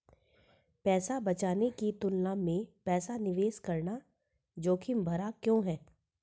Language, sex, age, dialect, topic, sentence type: Hindi, female, 41-45, Hindustani Malvi Khadi Boli, banking, question